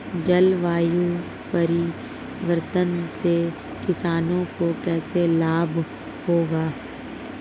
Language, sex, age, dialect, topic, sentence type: Hindi, female, 18-24, Hindustani Malvi Khadi Boli, agriculture, question